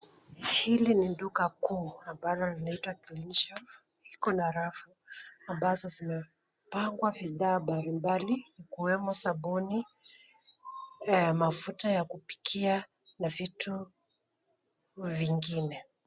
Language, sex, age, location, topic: Swahili, female, 25-35, Nairobi, finance